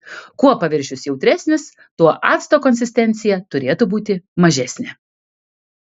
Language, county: Lithuanian, Kaunas